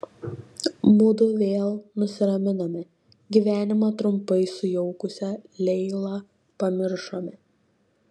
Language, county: Lithuanian, Šiauliai